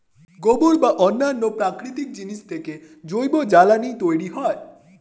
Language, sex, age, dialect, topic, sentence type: Bengali, male, 31-35, Standard Colloquial, agriculture, statement